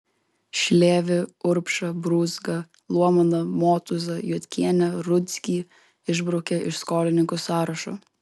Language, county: Lithuanian, Vilnius